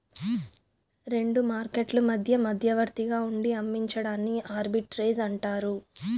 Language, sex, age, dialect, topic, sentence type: Telugu, female, 25-30, Southern, banking, statement